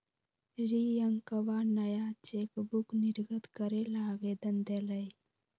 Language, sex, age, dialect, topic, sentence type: Magahi, female, 18-24, Western, banking, statement